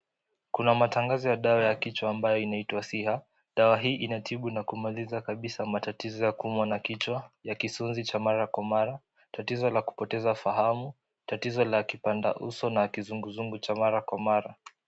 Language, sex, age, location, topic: Swahili, male, 18-24, Kisii, health